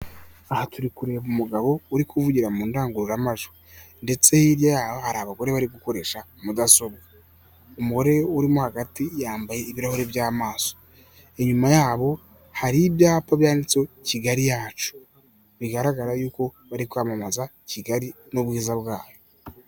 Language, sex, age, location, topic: Kinyarwanda, male, 25-35, Kigali, government